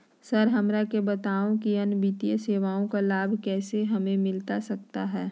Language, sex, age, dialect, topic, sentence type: Magahi, female, 51-55, Southern, banking, question